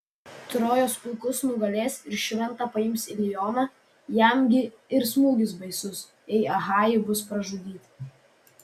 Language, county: Lithuanian, Vilnius